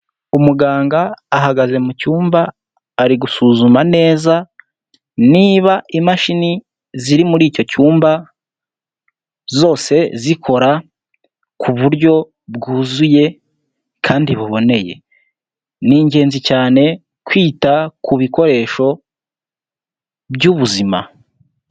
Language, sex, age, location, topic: Kinyarwanda, male, 18-24, Huye, health